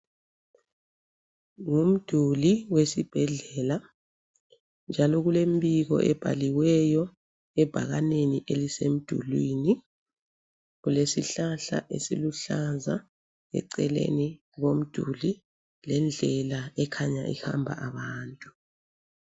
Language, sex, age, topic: North Ndebele, female, 36-49, education